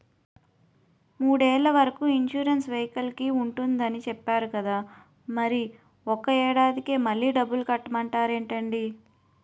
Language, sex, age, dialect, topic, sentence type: Telugu, female, 31-35, Utterandhra, banking, statement